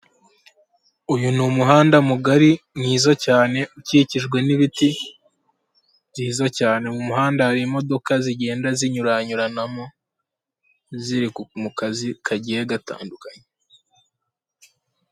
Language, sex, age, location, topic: Kinyarwanda, female, 18-24, Kigali, government